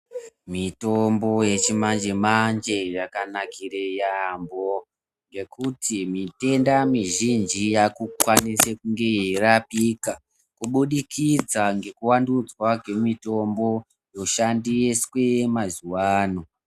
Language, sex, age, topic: Ndau, female, 25-35, health